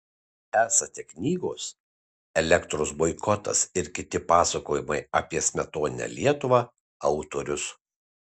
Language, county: Lithuanian, Kaunas